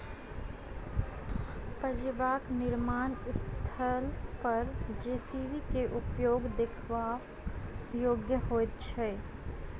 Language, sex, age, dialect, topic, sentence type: Maithili, female, 25-30, Southern/Standard, agriculture, statement